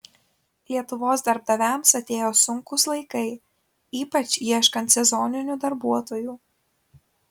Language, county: Lithuanian, Kaunas